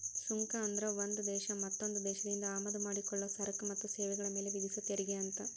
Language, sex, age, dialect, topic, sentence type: Kannada, female, 25-30, Dharwad Kannada, banking, statement